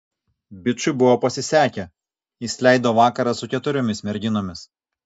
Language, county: Lithuanian, Kaunas